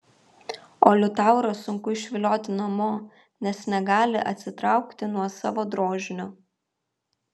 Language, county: Lithuanian, Kaunas